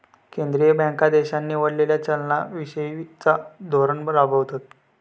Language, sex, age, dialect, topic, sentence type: Marathi, male, 31-35, Southern Konkan, banking, statement